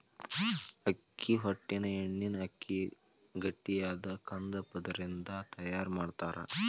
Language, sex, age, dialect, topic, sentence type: Kannada, male, 18-24, Dharwad Kannada, agriculture, statement